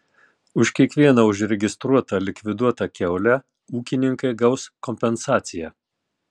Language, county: Lithuanian, Tauragė